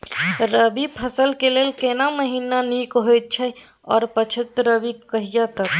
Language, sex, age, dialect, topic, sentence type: Maithili, female, 18-24, Bajjika, agriculture, question